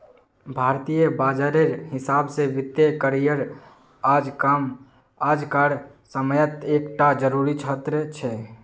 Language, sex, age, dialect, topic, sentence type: Magahi, male, 18-24, Northeastern/Surjapuri, banking, statement